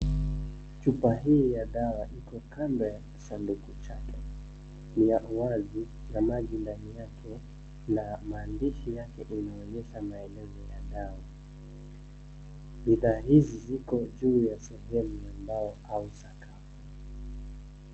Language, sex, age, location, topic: Swahili, male, 25-35, Nairobi, health